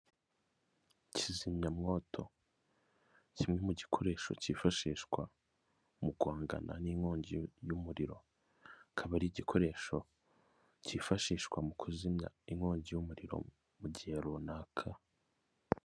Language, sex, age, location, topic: Kinyarwanda, male, 25-35, Kigali, government